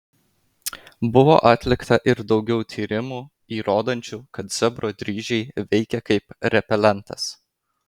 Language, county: Lithuanian, Klaipėda